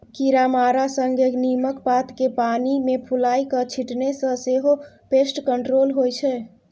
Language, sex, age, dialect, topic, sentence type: Maithili, female, 25-30, Bajjika, agriculture, statement